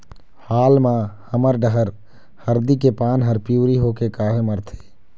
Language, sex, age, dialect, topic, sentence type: Chhattisgarhi, male, 25-30, Eastern, agriculture, question